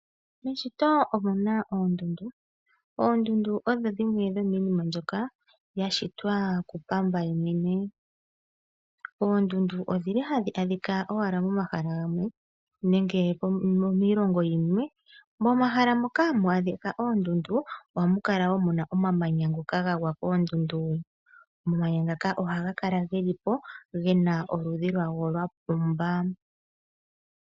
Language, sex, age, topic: Oshiwambo, female, 25-35, agriculture